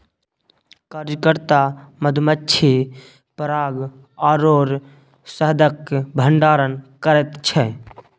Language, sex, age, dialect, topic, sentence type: Maithili, male, 18-24, Bajjika, agriculture, statement